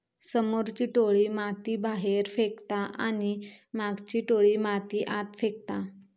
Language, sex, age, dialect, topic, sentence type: Marathi, female, 25-30, Southern Konkan, agriculture, statement